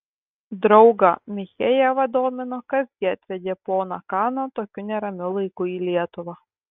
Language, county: Lithuanian, Kaunas